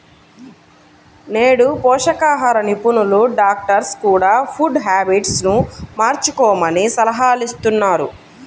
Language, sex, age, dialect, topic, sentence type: Telugu, female, 31-35, Central/Coastal, agriculture, statement